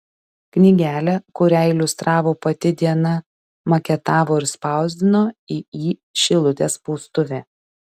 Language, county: Lithuanian, Šiauliai